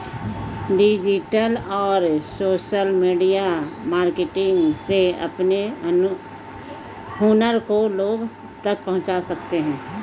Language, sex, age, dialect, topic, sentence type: Hindi, female, 18-24, Hindustani Malvi Khadi Boli, banking, statement